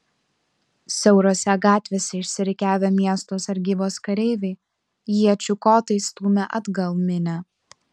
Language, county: Lithuanian, Klaipėda